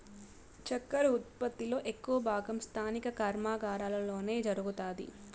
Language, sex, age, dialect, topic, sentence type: Telugu, female, 18-24, Southern, agriculture, statement